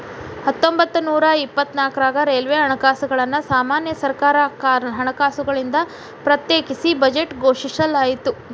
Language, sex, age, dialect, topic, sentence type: Kannada, female, 31-35, Dharwad Kannada, banking, statement